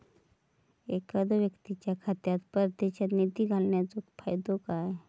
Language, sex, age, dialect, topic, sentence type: Marathi, female, 31-35, Southern Konkan, banking, question